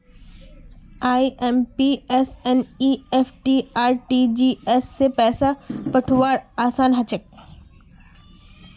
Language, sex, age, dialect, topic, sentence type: Magahi, female, 25-30, Northeastern/Surjapuri, banking, statement